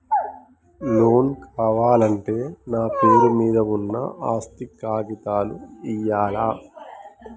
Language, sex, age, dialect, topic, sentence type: Telugu, male, 31-35, Telangana, banking, question